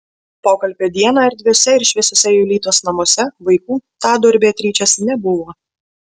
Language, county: Lithuanian, Vilnius